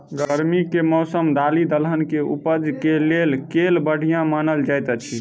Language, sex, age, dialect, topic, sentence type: Maithili, male, 18-24, Southern/Standard, agriculture, question